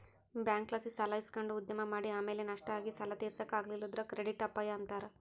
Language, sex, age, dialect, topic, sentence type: Kannada, female, 56-60, Central, banking, statement